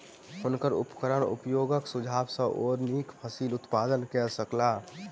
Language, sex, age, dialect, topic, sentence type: Maithili, male, 18-24, Southern/Standard, agriculture, statement